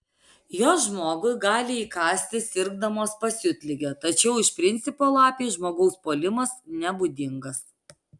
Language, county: Lithuanian, Alytus